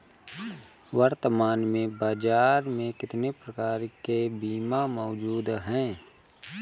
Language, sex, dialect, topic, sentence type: Hindi, male, Marwari Dhudhari, banking, question